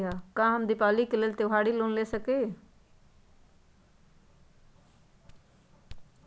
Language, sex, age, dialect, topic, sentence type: Magahi, female, 25-30, Western, banking, question